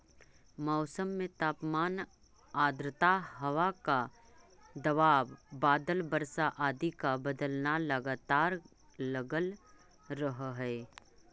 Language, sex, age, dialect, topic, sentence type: Magahi, female, 36-40, Central/Standard, agriculture, statement